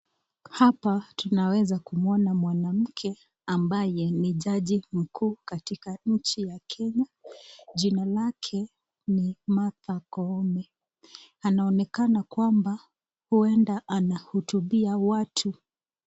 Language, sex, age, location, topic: Swahili, female, 25-35, Nakuru, government